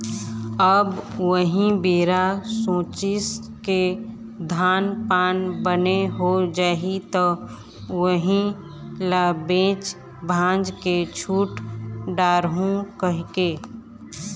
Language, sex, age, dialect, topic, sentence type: Chhattisgarhi, female, 25-30, Eastern, banking, statement